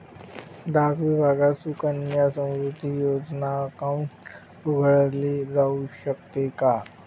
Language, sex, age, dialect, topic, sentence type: Marathi, male, 25-30, Standard Marathi, banking, question